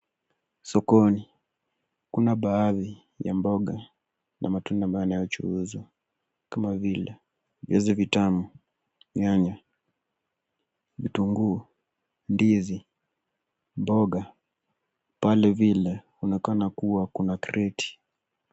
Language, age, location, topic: Swahili, 18-24, Nairobi, finance